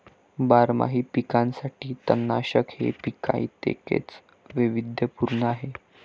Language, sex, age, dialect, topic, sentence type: Marathi, male, 18-24, Varhadi, agriculture, statement